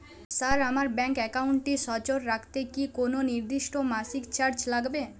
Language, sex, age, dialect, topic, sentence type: Bengali, female, 18-24, Jharkhandi, banking, question